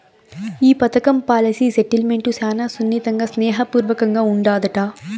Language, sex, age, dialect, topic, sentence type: Telugu, female, 18-24, Southern, banking, statement